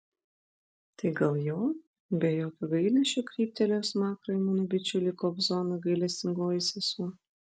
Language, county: Lithuanian, Vilnius